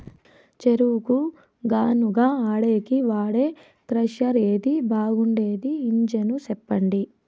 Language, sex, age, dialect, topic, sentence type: Telugu, female, 18-24, Southern, agriculture, question